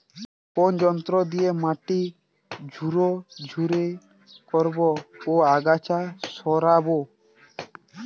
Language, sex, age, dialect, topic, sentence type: Bengali, male, 18-24, Jharkhandi, agriculture, question